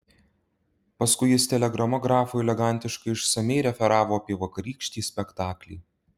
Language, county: Lithuanian, Utena